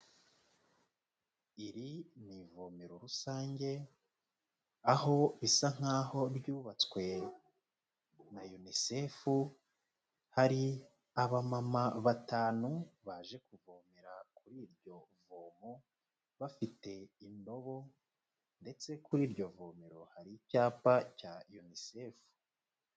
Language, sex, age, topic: Kinyarwanda, male, 25-35, health